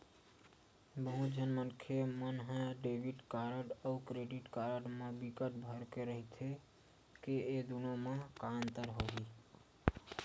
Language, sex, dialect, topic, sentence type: Chhattisgarhi, male, Western/Budati/Khatahi, banking, statement